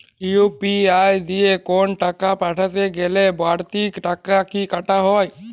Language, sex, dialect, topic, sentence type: Bengali, male, Jharkhandi, banking, question